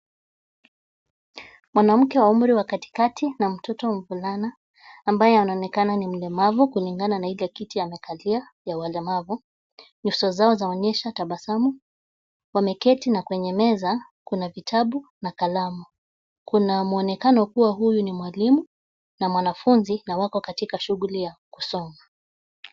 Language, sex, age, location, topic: Swahili, female, 25-35, Nairobi, education